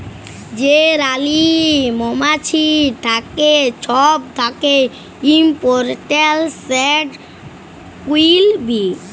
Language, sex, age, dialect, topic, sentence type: Bengali, female, 18-24, Jharkhandi, agriculture, statement